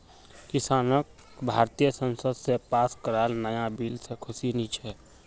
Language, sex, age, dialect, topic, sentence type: Magahi, male, 25-30, Northeastern/Surjapuri, agriculture, statement